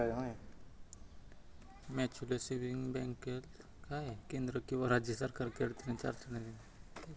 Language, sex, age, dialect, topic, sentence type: Marathi, male, 25-30, Northern Konkan, banking, statement